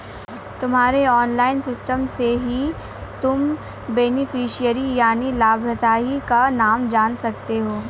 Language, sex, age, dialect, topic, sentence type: Hindi, female, 18-24, Awadhi Bundeli, banking, statement